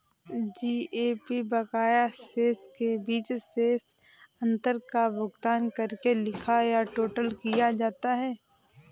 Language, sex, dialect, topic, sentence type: Hindi, female, Kanauji Braj Bhasha, banking, statement